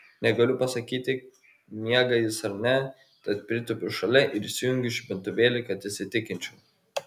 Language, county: Lithuanian, Kaunas